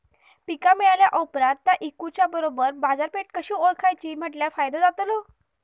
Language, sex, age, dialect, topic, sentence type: Marathi, female, 31-35, Southern Konkan, agriculture, question